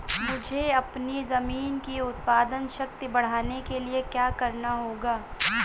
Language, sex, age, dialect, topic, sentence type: Hindi, female, 46-50, Marwari Dhudhari, agriculture, question